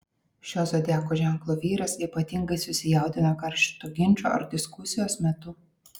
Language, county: Lithuanian, Vilnius